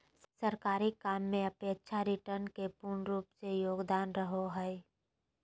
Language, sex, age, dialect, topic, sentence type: Magahi, female, 31-35, Southern, banking, statement